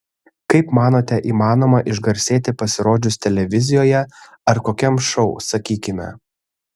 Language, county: Lithuanian, Kaunas